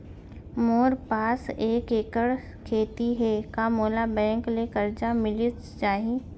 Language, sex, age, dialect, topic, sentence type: Chhattisgarhi, female, 25-30, Central, banking, question